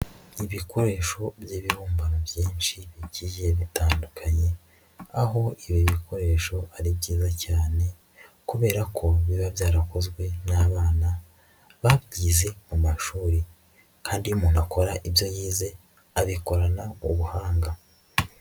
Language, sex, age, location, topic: Kinyarwanda, male, 50+, Nyagatare, education